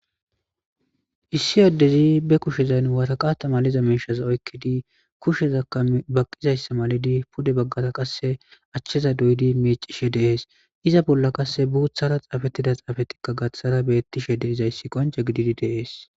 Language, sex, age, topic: Gamo, male, 25-35, government